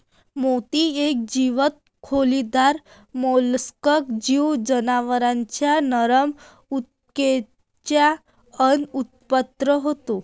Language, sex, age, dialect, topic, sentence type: Marathi, female, 18-24, Varhadi, agriculture, statement